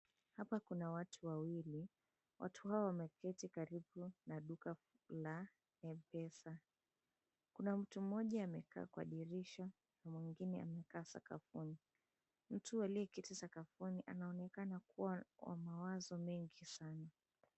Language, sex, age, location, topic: Swahili, female, 18-24, Mombasa, finance